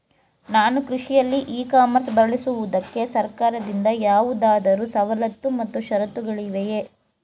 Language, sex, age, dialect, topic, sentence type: Kannada, female, 36-40, Mysore Kannada, agriculture, question